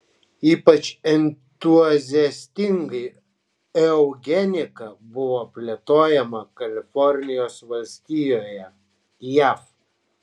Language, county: Lithuanian, Kaunas